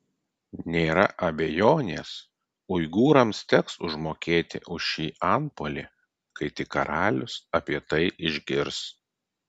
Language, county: Lithuanian, Klaipėda